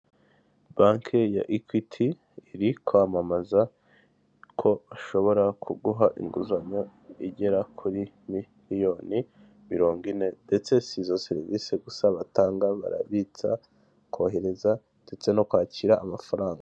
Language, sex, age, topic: Kinyarwanda, male, 18-24, finance